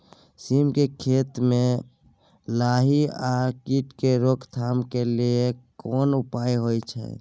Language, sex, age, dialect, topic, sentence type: Maithili, male, 31-35, Bajjika, agriculture, question